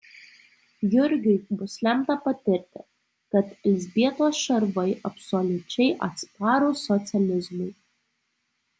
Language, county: Lithuanian, Alytus